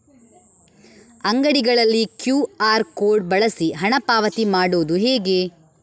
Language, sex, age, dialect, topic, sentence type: Kannada, female, 25-30, Coastal/Dakshin, banking, question